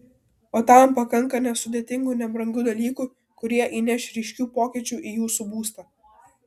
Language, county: Lithuanian, Vilnius